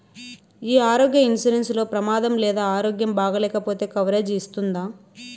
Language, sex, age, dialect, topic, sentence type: Telugu, female, 18-24, Southern, banking, question